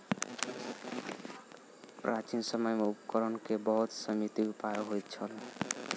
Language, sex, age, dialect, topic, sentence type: Maithili, male, 18-24, Southern/Standard, agriculture, statement